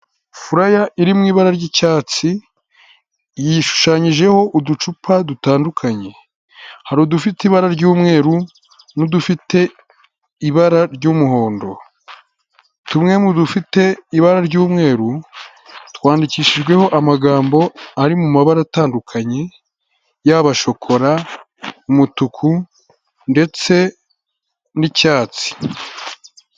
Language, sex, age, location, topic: Kinyarwanda, male, 18-24, Huye, health